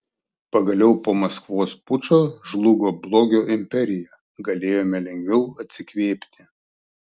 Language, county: Lithuanian, Klaipėda